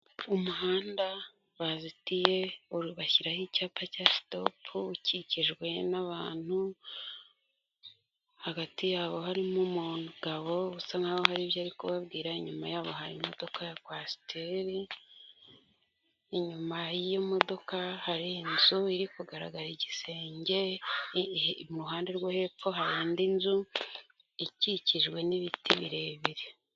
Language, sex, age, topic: Kinyarwanda, female, 25-35, government